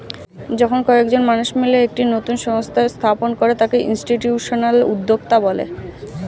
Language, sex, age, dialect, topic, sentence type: Bengali, female, 25-30, Standard Colloquial, banking, statement